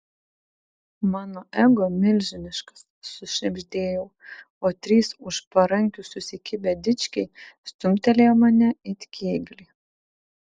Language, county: Lithuanian, Vilnius